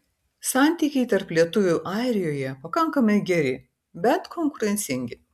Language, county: Lithuanian, Vilnius